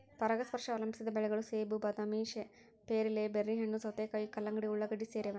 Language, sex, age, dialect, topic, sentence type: Kannada, female, 41-45, Central, agriculture, statement